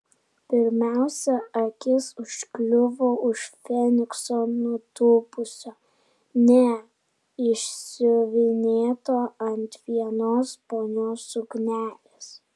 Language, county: Lithuanian, Kaunas